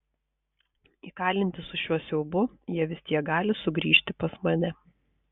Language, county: Lithuanian, Kaunas